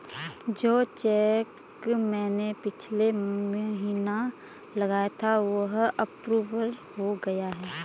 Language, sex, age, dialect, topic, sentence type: Hindi, female, 25-30, Garhwali, banking, statement